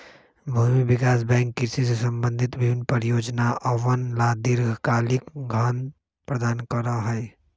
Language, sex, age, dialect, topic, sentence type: Magahi, male, 25-30, Western, banking, statement